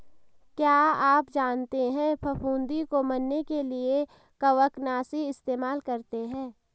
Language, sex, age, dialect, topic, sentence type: Hindi, female, 18-24, Marwari Dhudhari, agriculture, statement